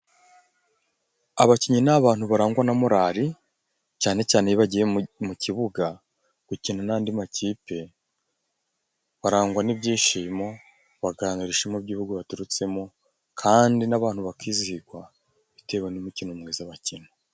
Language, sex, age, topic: Kinyarwanda, male, 25-35, government